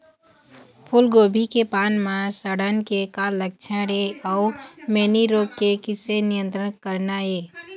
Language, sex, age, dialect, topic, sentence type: Chhattisgarhi, female, 51-55, Eastern, agriculture, question